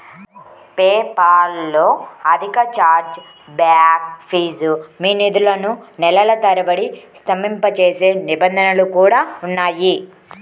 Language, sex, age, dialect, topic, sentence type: Telugu, female, 18-24, Central/Coastal, banking, statement